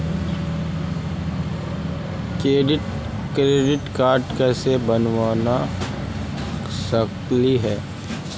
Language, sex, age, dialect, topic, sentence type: Magahi, female, 18-24, Central/Standard, banking, question